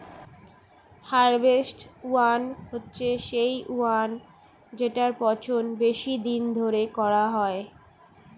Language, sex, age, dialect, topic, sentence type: Bengali, female, 18-24, Standard Colloquial, agriculture, statement